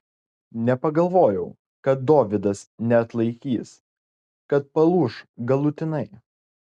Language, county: Lithuanian, Klaipėda